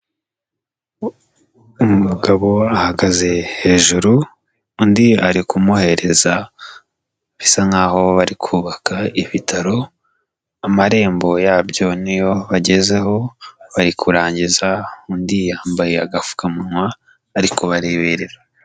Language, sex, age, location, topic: Kinyarwanda, male, 18-24, Kigali, health